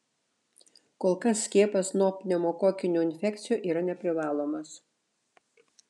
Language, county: Lithuanian, Šiauliai